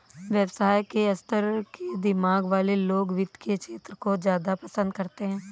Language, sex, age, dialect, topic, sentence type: Hindi, female, 18-24, Awadhi Bundeli, banking, statement